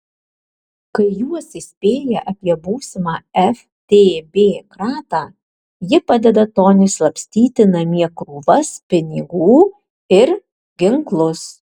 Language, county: Lithuanian, Vilnius